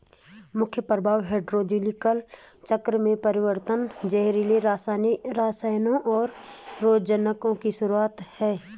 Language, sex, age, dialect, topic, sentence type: Hindi, female, 36-40, Garhwali, agriculture, statement